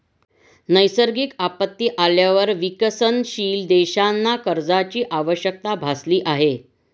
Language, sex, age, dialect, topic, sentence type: Marathi, female, 51-55, Standard Marathi, banking, statement